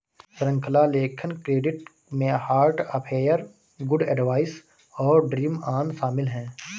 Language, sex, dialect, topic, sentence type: Hindi, male, Awadhi Bundeli, banking, statement